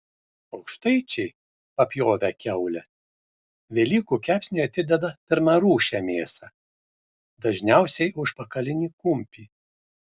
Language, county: Lithuanian, Šiauliai